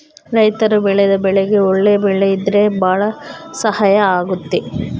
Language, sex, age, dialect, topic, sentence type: Kannada, female, 18-24, Central, banking, statement